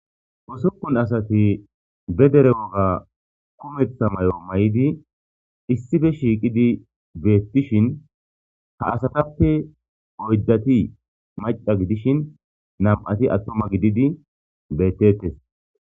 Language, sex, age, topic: Gamo, male, 25-35, government